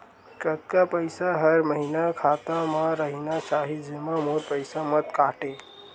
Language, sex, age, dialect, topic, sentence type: Chhattisgarhi, male, 18-24, Western/Budati/Khatahi, banking, question